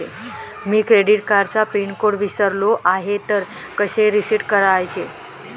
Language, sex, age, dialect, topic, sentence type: Marathi, female, 18-24, Standard Marathi, banking, question